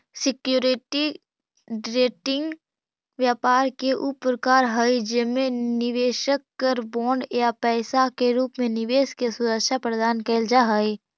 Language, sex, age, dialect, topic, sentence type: Magahi, female, 25-30, Central/Standard, banking, statement